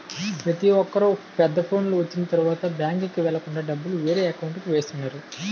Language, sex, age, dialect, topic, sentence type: Telugu, male, 18-24, Utterandhra, banking, statement